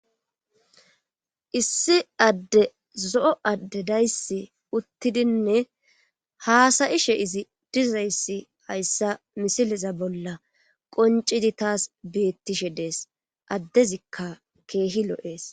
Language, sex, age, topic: Gamo, female, 25-35, government